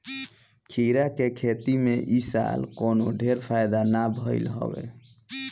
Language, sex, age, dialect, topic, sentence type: Bhojpuri, male, 25-30, Northern, agriculture, statement